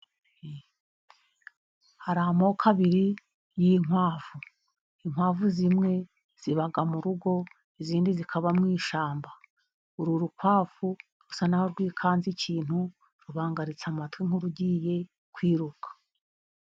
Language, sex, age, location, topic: Kinyarwanda, female, 50+, Musanze, agriculture